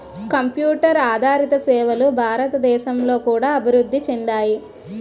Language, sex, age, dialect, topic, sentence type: Telugu, female, 46-50, Utterandhra, banking, statement